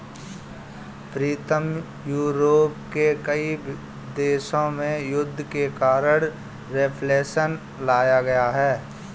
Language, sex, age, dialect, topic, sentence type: Hindi, male, 25-30, Kanauji Braj Bhasha, banking, statement